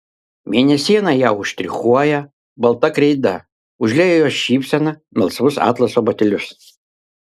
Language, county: Lithuanian, Kaunas